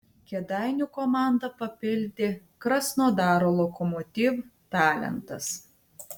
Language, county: Lithuanian, Tauragė